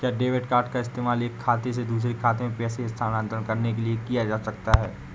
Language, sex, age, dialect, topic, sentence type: Hindi, male, 18-24, Awadhi Bundeli, banking, question